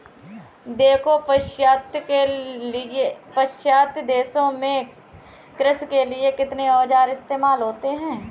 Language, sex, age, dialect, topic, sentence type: Hindi, female, 18-24, Kanauji Braj Bhasha, agriculture, statement